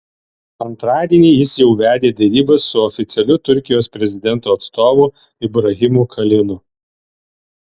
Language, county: Lithuanian, Alytus